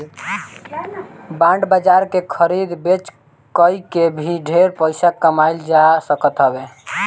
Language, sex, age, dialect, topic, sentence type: Bhojpuri, male, 18-24, Northern, banking, statement